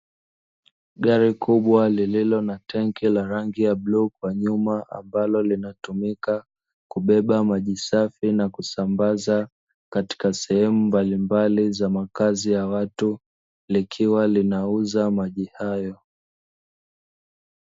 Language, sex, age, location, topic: Swahili, male, 25-35, Dar es Salaam, government